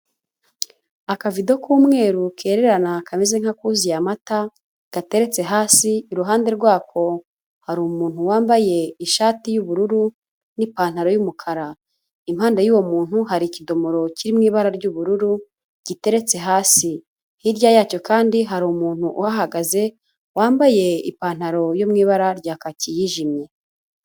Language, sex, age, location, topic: Kinyarwanda, female, 25-35, Huye, finance